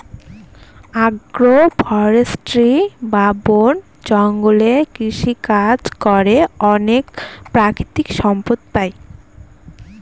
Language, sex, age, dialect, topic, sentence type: Bengali, female, 18-24, Northern/Varendri, agriculture, statement